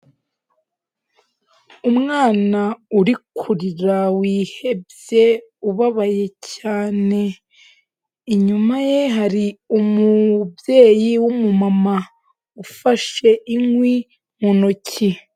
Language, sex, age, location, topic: Kinyarwanda, female, 25-35, Kigali, health